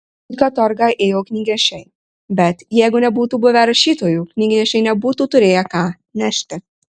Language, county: Lithuanian, Marijampolė